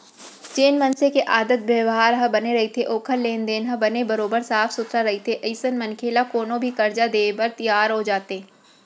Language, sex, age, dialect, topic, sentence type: Chhattisgarhi, female, 46-50, Central, banking, statement